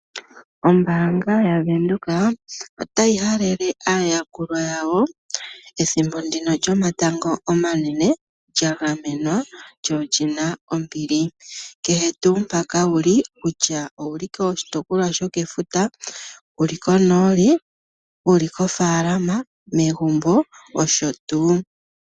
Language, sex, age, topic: Oshiwambo, female, 25-35, finance